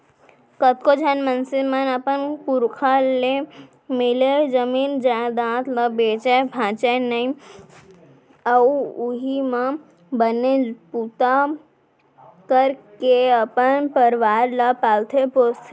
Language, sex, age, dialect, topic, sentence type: Chhattisgarhi, female, 18-24, Central, banking, statement